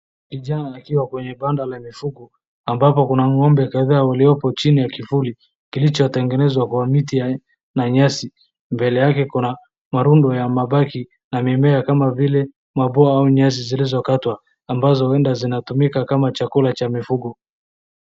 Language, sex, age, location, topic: Swahili, male, 25-35, Wajir, agriculture